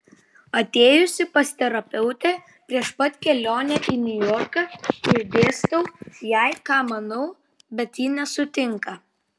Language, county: Lithuanian, Vilnius